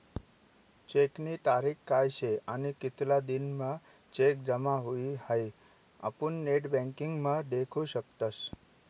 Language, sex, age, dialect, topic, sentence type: Marathi, male, 36-40, Northern Konkan, banking, statement